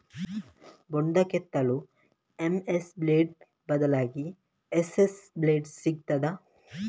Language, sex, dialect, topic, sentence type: Kannada, male, Coastal/Dakshin, agriculture, question